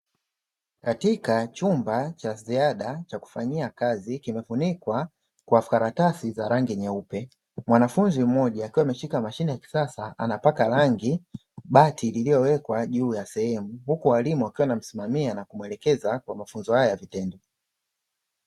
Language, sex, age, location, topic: Swahili, male, 25-35, Dar es Salaam, education